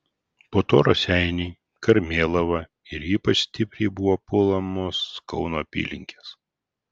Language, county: Lithuanian, Vilnius